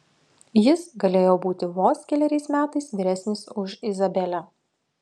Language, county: Lithuanian, Utena